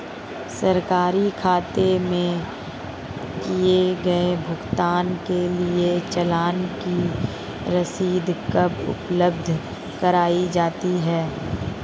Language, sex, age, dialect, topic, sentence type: Hindi, female, 18-24, Hindustani Malvi Khadi Boli, banking, question